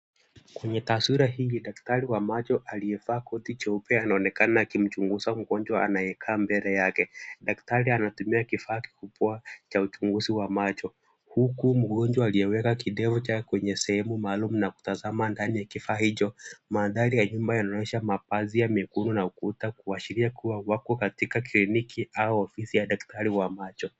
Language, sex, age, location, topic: Swahili, male, 18-24, Kisumu, health